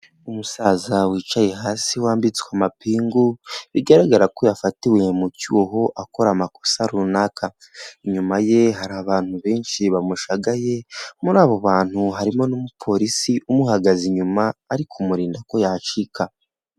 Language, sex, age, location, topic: Kinyarwanda, male, 18-24, Huye, health